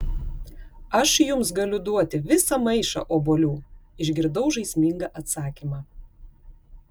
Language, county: Lithuanian, Klaipėda